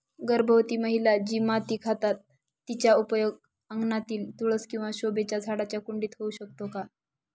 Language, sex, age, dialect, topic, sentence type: Marathi, female, 41-45, Northern Konkan, agriculture, question